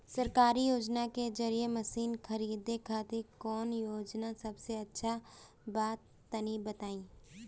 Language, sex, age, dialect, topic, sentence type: Bhojpuri, female, 18-24, Northern, agriculture, question